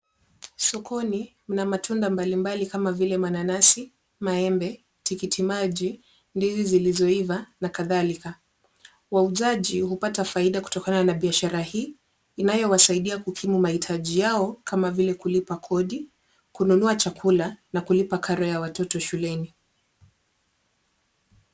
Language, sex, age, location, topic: Swahili, female, 18-24, Kisumu, finance